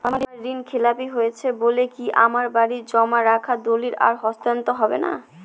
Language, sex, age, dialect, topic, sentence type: Bengali, female, 31-35, Northern/Varendri, banking, question